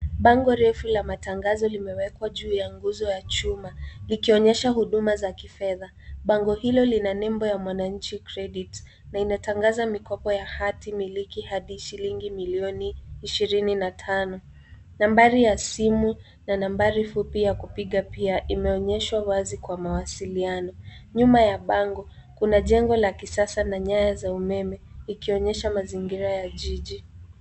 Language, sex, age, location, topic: Swahili, female, 18-24, Nairobi, finance